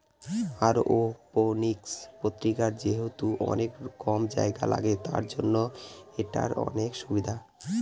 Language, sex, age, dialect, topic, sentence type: Bengali, male, 18-24, Northern/Varendri, agriculture, statement